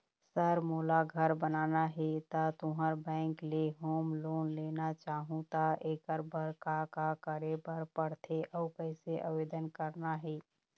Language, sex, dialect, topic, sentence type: Chhattisgarhi, female, Eastern, banking, question